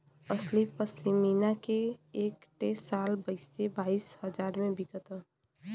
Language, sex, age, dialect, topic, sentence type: Bhojpuri, female, 18-24, Western, agriculture, statement